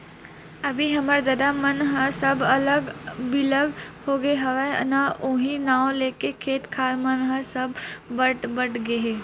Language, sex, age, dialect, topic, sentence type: Chhattisgarhi, female, 18-24, Western/Budati/Khatahi, agriculture, statement